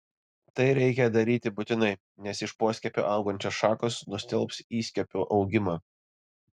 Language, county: Lithuanian, Panevėžys